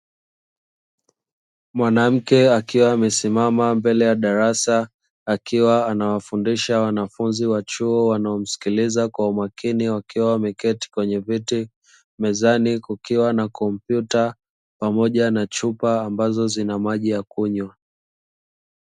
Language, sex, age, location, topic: Swahili, male, 25-35, Dar es Salaam, education